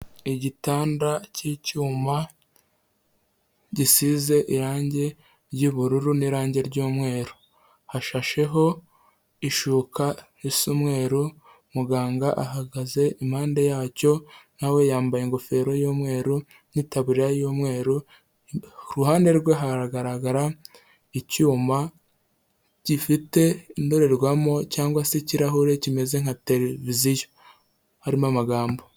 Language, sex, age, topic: Kinyarwanda, male, 25-35, health